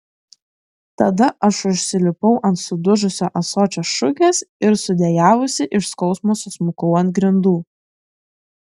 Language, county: Lithuanian, Klaipėda